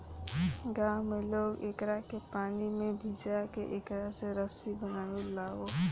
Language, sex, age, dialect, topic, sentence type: Bhojpuri, female, <18, Southern / Standard, agriculture, statement